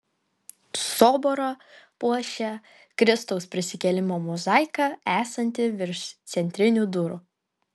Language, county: Lithuanian, Kaunas